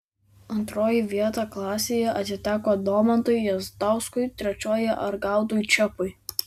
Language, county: Lithuanian, Vilnius